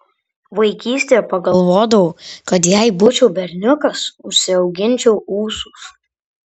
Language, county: Lithuanian, Kaunas